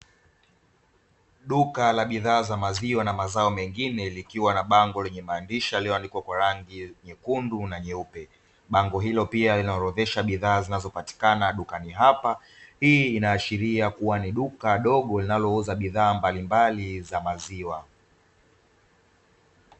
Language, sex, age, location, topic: Swahili, male, 25-35, Dar es Salaam, finance